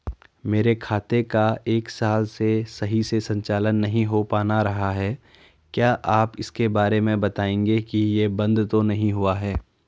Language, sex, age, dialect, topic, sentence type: Hindi, male, 41-45, Garhwali, banking, question